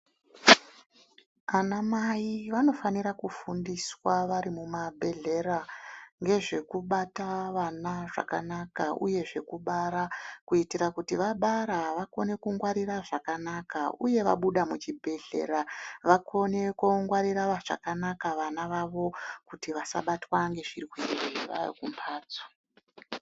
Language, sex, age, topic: Ndau, female, 36-49, health